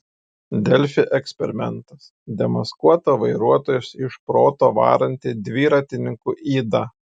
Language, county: Lithuanian, Šiauliai